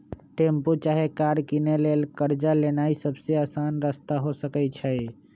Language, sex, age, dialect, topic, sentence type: Magahi, male, 25-30, Western, banking, statement